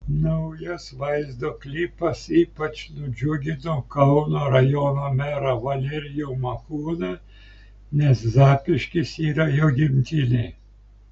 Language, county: Lithuanian, Klaipėda